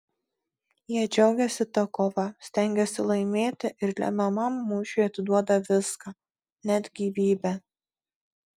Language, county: Lithuanian, Marijampolė